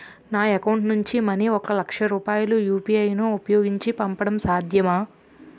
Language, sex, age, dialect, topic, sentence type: Telugu, female, 18-24, Utterandhra, banking, question